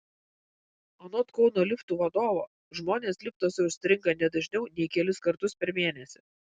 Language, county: Lithuanian, Vilnius